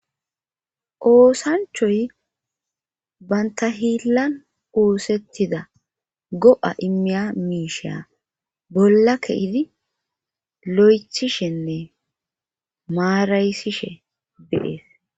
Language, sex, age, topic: Gamo, female, 25-35, government